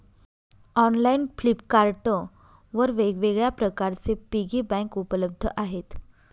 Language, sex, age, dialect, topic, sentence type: Marathi, female, 25-30, Northern Konkan, banking, statement